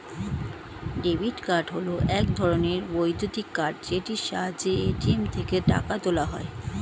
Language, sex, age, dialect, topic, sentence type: Bengali, female, 25-30, Standard Colloquial, banking, statement